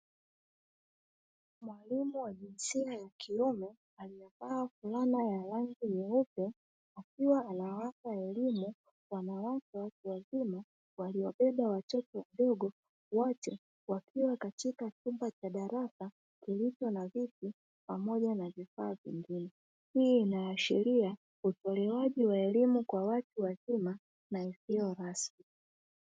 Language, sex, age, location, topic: Swahili, female, 25-35, Dar es Salaam, education